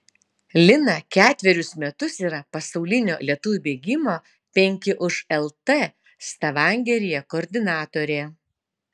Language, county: Lithuanian, Utena